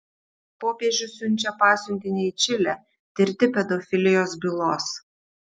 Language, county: Lithuanian, Šiauliai